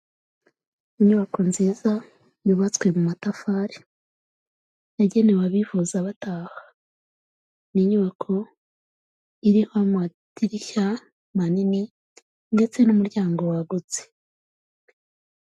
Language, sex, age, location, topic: Kinyarwanda, female, 36-49, Kigali, health